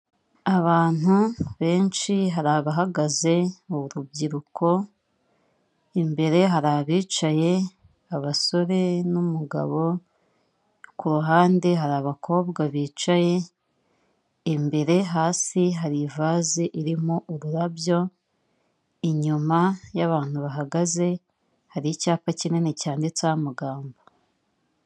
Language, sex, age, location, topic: Kinyarwanda, female, 25-35, Kigali, government